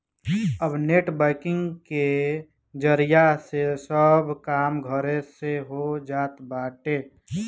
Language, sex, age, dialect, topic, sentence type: Bhojpuri, male, 18-24, Northern, banking, statement